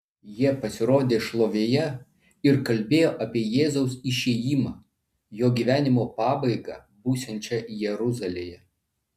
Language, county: Lithuanian, Vilnius